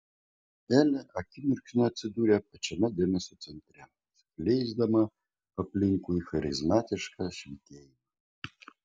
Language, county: Lithuanian, Kaunas